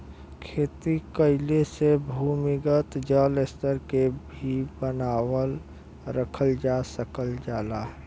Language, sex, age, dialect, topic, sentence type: Bhojpuri, male, 25-30, Western, agriculture, statement